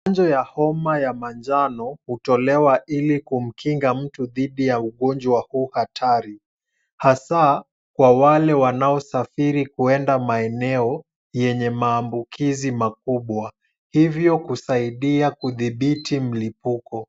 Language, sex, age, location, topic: Swahili, male, 18-24, Kisumu, health